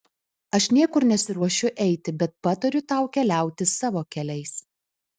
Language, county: Lithuanian, Alytus